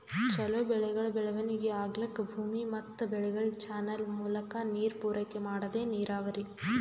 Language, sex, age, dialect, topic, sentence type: Kannada, female, 18-24, Northeastern, agriculture, statement